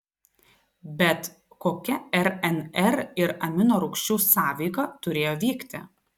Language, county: Lithuanian, Telšiai